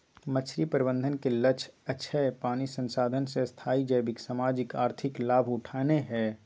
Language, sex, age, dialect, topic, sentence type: Magahi, male, 18-24, Western, agriculture, statement